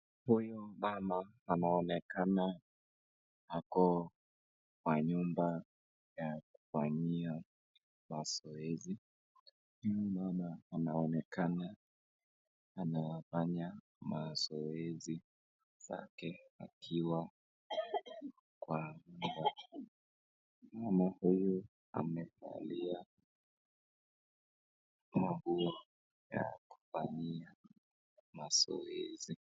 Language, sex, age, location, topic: Swahili, male, 25-35, Nakuru, education